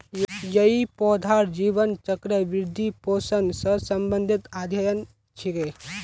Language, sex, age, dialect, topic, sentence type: Magahi, male, 25-30, Northeastern/Surjapuri, agriculture, statement